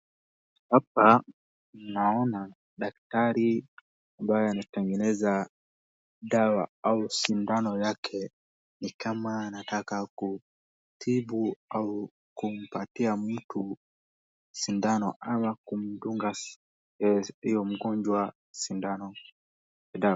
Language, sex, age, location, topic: Swahili, male, 18-24, Wajir, health